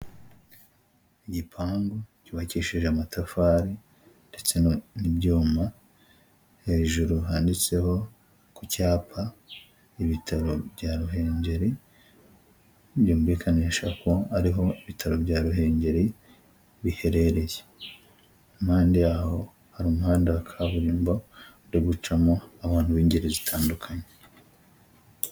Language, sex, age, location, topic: Kinyarwanda, male, 25-35, Huye, health